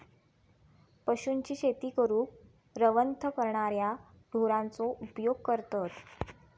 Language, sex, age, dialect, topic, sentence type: Marathi, female, 25-30, Southern Konkan, agriculture, statement